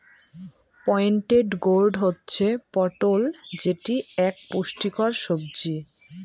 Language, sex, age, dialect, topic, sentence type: Bengali, female, <18, Northern/Varendri, agriculture, statement